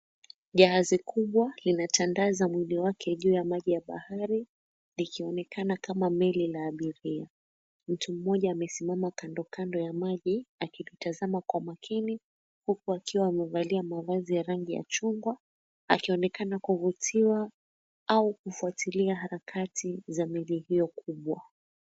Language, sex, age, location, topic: Swahili, female, 25-35, Mombasa, government